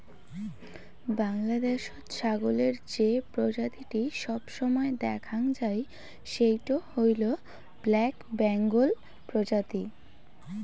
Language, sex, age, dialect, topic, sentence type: Bengali, female, <18, Rajbangshi, agriculture, statement